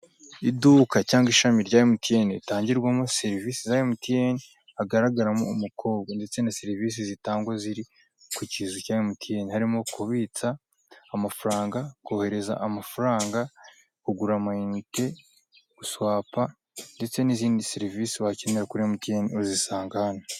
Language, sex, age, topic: Kinyarwanda, male, 18-24, finance